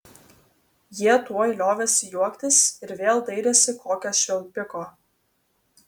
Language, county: Lithuanian, Vilnius